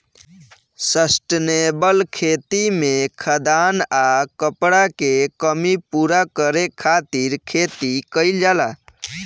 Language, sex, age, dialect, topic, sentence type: Bhojpuri, male, 18-24, Southern / Standard, agriculture, statement